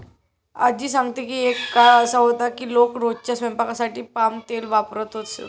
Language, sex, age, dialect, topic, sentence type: Marathi, female, 18-24, Standard Marathi, agriculture, statement